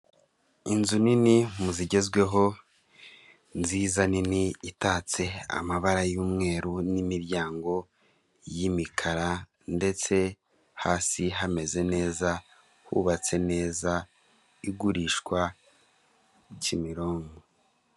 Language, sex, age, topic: Kinyarwanda, male, 18-24, finance